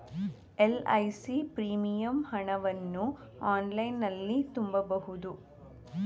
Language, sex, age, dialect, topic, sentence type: Kannada, female, 18-24, Mysore Kannada, banking, statement